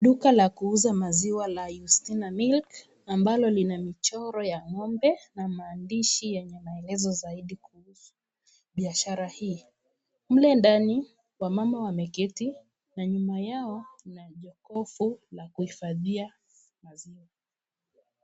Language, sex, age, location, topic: Swahili, female, 25-35, Kisii, finance